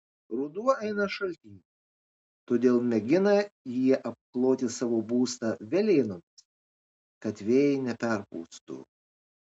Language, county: Lithuanian, Kaunas